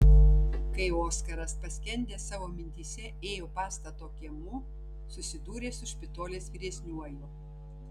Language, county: Lithuanian, Tauragė